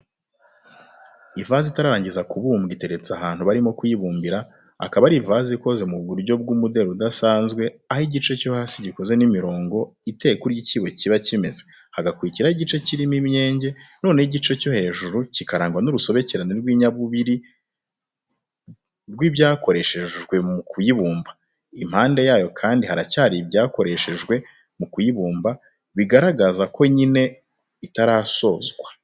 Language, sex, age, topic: Kinyarwanda, male, 25-35, education